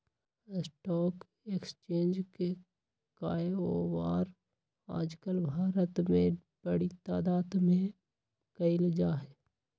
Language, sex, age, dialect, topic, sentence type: Magahi, male, 25-30, Western, banking, statement